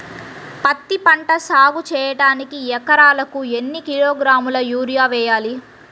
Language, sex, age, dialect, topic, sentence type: Telugu, female, 36-40, Central/Coastal, agriculture, question